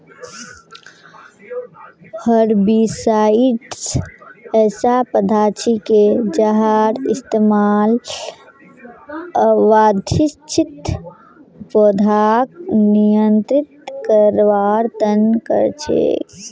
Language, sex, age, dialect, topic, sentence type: Magahi, female, 18-24, Northeastern/Surjapuri, agriculture, statement